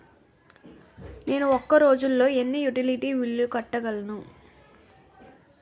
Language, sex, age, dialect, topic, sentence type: Telugu, female, 18-24, Utterandhra, banking, question